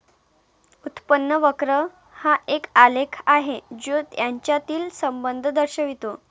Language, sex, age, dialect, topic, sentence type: Marathi, female, 18-24, Varhadi, banking, statement